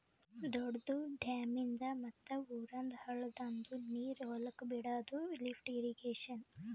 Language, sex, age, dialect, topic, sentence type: Kannada, female, 18-24, Northeastern, agriculture, statement